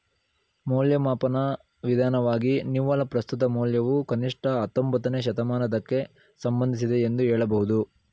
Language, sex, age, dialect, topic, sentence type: Kannada, male, 18-24, Mysore Kannada, banking, statement